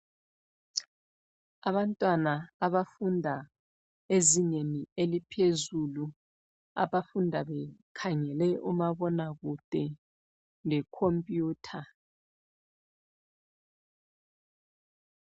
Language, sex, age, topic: North Ndebele, female, 25-35, education